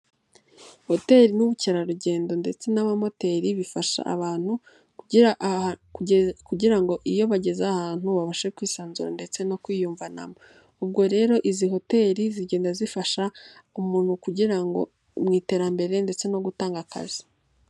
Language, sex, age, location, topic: Kinyarwanda, female, 18-24, Nyagatare, finance